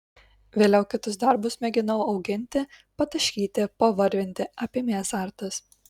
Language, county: Lithuanian, Kaunas